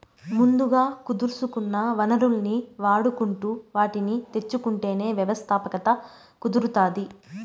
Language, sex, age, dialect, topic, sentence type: Telugu, female, 25-30, Southern, banking, statement